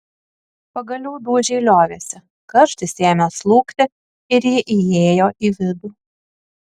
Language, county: Lithuanian, Kaunas